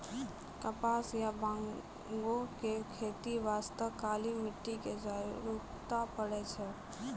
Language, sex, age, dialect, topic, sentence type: Maithili, female, 18-24, Angika, agriculture, statement